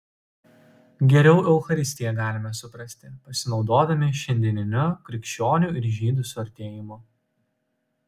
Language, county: Lithuanian, Utena